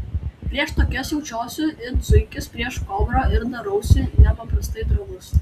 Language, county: Lithuanian, Tauragė